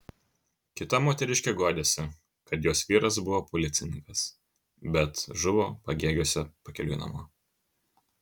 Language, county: Lithuanian, Kaunas